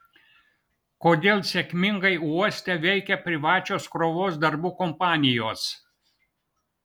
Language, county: Lithuanian, Vilnius